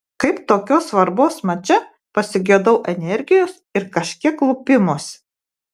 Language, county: Lithuanian, Vilnius